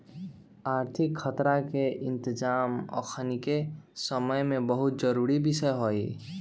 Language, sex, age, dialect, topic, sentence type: Magahi, male, 18-24, Western, banking, statement